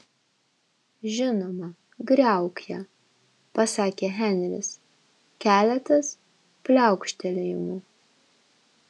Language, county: Lithuanian, Vilnius